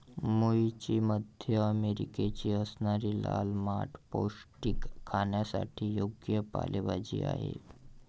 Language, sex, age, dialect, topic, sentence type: Marathi, male, 25-30, Northern Konkan, agriculture, statement